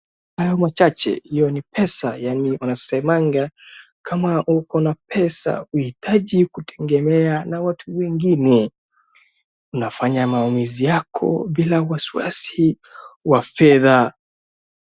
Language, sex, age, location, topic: Swahili, male, 36-49, Wajir, finance